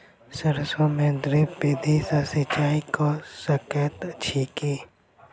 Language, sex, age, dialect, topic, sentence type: Maithili, male, 18-24, Southern/Standard, agriculture, question